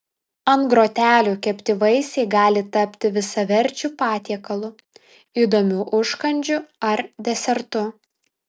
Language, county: Lithuanian, Vilnius